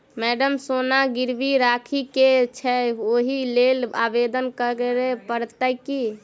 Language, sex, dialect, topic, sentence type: Maithili, female, Southern/Standard, banking, question